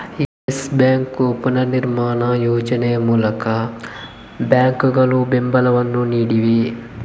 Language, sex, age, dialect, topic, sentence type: Kannada, male, 18-24, Coastal/Dakshin, banking, statement